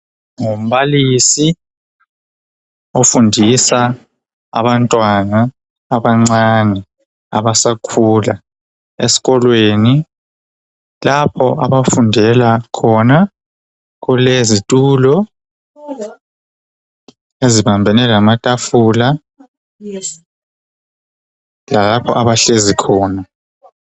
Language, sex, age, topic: North Ndebele, female, 25-35, education